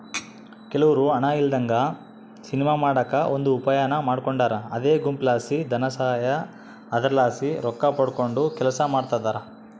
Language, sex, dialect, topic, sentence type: Kannada, male, Central, banking, statement